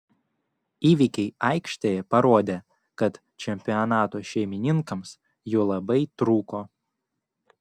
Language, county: Lithuanian, Klaipėda